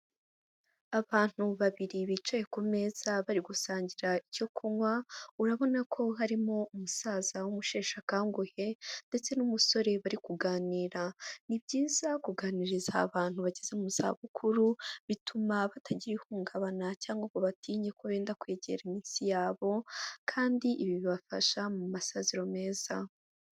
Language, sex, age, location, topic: Kinyarwanda, female, 25-35, Huye, health